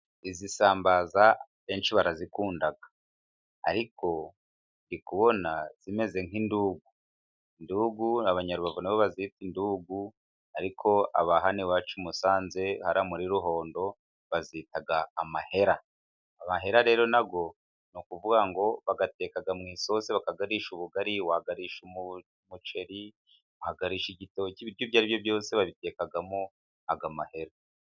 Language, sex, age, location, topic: Kinyarwanda, male, 36-49, Musanze, agriculture